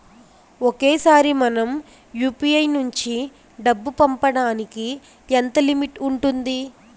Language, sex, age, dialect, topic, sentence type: Telugu, female, 18-24, Utterandhra, banking, question